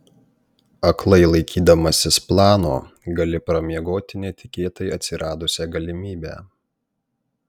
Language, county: Lithuanian, Panevėžys